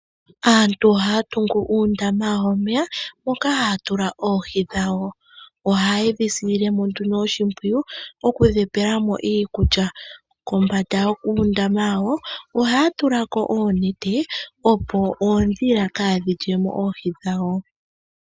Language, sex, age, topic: Oshiwambo, male, 25-35, agriculture